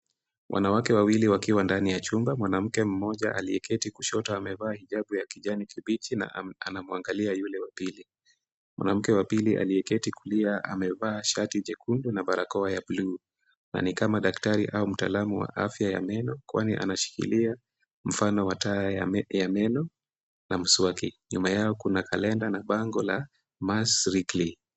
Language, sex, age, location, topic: Swahili, female, 18-24, Kisumu, health